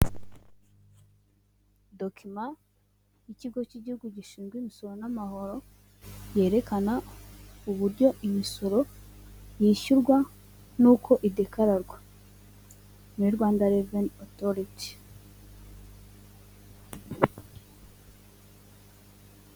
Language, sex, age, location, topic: Kinyarwanda, female, 18-24, Huye, government